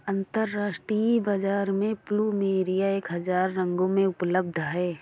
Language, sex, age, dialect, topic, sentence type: Hindi, female, 25-30, Awadhi Bundeli, agriculture, statement